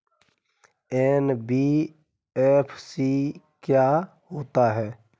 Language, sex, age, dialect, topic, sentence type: Hindi, male, 31-35, Kanauji Braj Bhasha, banking, question